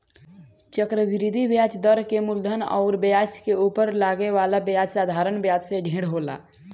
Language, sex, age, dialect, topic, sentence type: Bhojpuri, female, 18-24, Southern / Standard, banking, statement